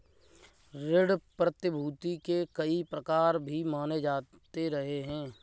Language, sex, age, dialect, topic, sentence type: Hindi, male, 25-30, Kanauji Braj Bhasha, banking, statement